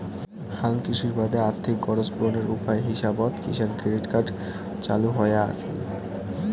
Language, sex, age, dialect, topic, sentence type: Bengali, male, 18-24, Rajbangshi, agriculture, statement